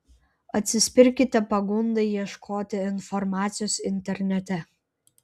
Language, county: Lithuanian, Klaipėda